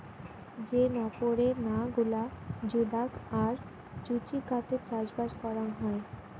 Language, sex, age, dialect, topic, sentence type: Bengali, female, 18-24, Rajbangshi, agriculture, statement